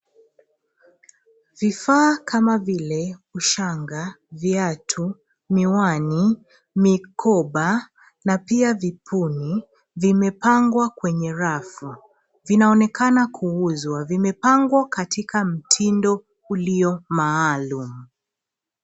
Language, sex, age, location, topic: Swahili, female, 25-35, Nairobi, finance